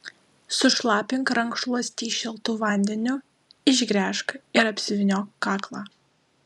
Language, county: Lithuanian, Klaipėda